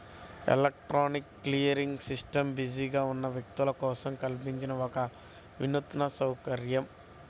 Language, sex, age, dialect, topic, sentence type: Telugu, male, 25-30, Central/Coastal, banking, statement